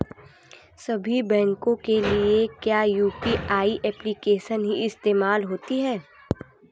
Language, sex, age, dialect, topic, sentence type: Hindi, female, 18-24, Hindustani Malvi Khadi Boli, banking, question